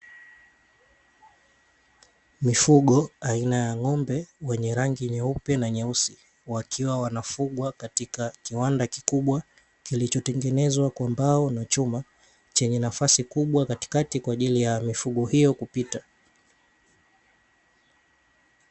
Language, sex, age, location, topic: Swahili, male, 18-24, Dar es Salaam, agriculture